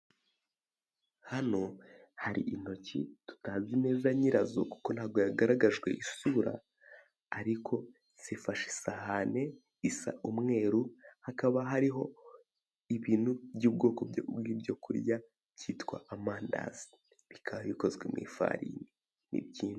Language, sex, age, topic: Kinyarwanda, male, 18-24, finance